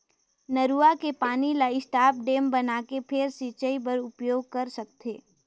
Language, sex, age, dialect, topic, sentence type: Chhattisgarhi, female, 18-24, Northern/Bhandar, agriculture, statement